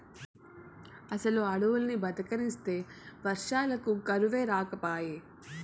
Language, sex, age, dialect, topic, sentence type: Telugu, female, 18-24, Southern, agriculture, statement